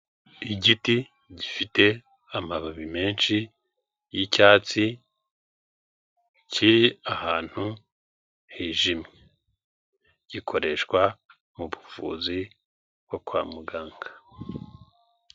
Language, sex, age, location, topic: Kinyarwanda, male, 36-49, Kigali, health